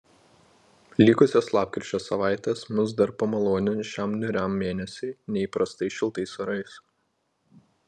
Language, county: Lithuanian, Panevėžys